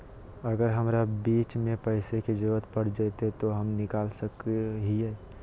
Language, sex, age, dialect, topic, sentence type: Magahi, male, 18-24, Southern, banking, question